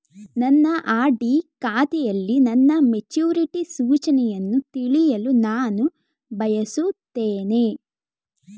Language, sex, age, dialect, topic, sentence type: Kannada, female, 18-24, Mysore Kannada, banking, statement